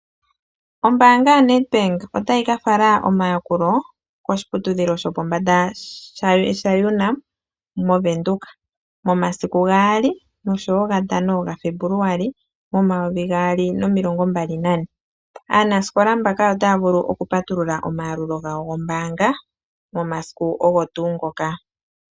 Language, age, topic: Oshiwambo, 36-49, finance